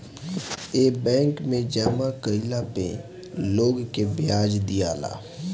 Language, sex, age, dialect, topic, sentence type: Bhojpuri, male, 18-24, Southern / Standard, banking, statement